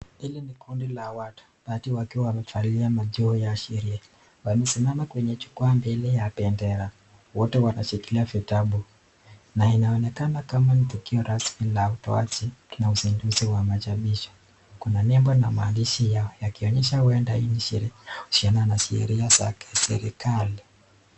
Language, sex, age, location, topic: Swahili, male, 18-24, Nakuru, government